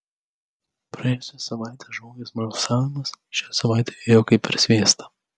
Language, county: Lithuanian, Vilnius